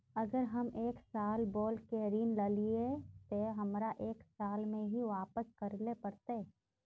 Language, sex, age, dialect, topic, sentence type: Magahi, female, 51-55, Northeastern/Surjapuri, banking, question